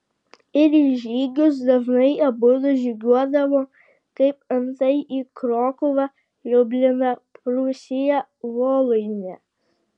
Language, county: Lithuanian, Vilnius